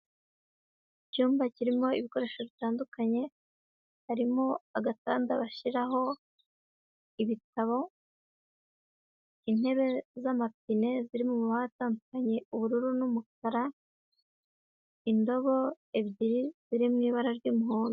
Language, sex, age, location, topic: Kinyarwanda, female, 18-24, Huye, health